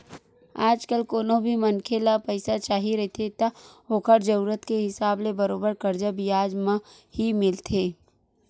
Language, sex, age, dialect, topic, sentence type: Chhattisgarhi, female, 41-45, Western/Budati/Khatahi, banking, statement